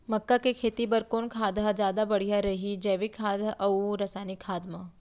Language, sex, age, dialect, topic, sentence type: Chhattisgarhi, female, 31-35, Central, agriculture, question